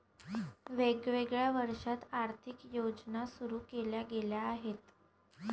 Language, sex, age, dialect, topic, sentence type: Marathi, female, 51-55, Varhadi, banking, statement